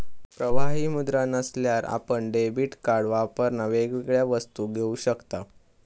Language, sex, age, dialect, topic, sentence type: Marathi, male, 18-24, Southern Konkan, banking, statement